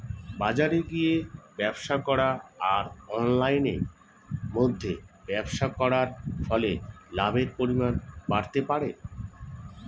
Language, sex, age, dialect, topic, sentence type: Bengali, male, 41-45, Standard Colloquial, agriculture, question